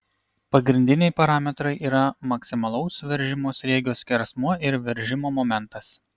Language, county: Lithuanian, Kaunas